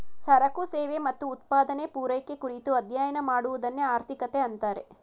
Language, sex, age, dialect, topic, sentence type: Kannada, female, 56-60, Mysore Kannada, banking, statement